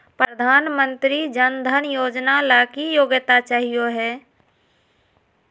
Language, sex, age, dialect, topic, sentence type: Magahi, female, 46-50, Southern, banking, question